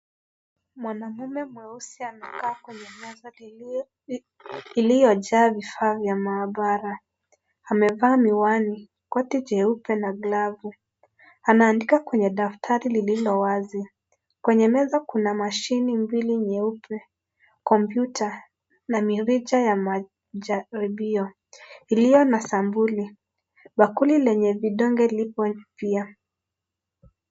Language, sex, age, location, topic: Swahili, male, 25-35, Kisii, health